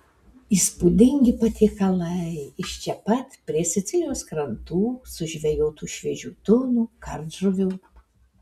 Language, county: Lithuanian, Alytus